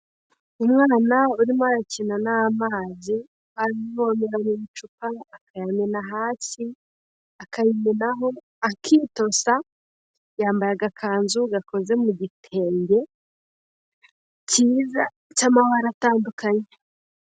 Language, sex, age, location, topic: Kinyarwanda, female, 18-24, Kigali, health